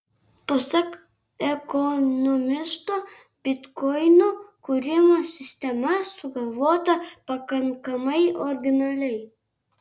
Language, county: Lithuanian, Kaunas